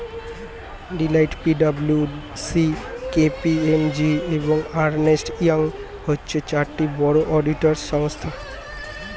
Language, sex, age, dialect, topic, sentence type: Bengali, male, 25-30, Standard Colloquial, banking, statement